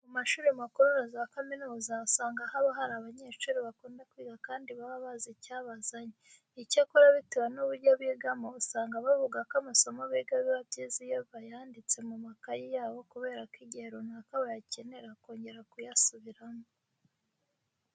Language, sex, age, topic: Kinyarwanda, female, 25-35, education